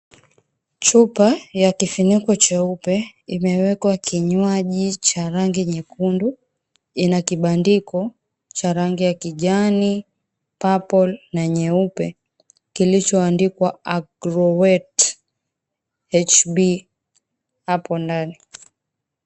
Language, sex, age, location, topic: Swahili, female, 25-35, Mombasa, health